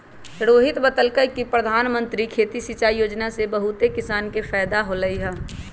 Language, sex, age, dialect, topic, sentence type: Magahi, male, 18-24, Western, agriculture, statement